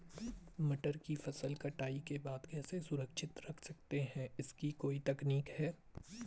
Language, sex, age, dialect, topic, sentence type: Hindi, male, 18-24, Garhwali, agriculture, question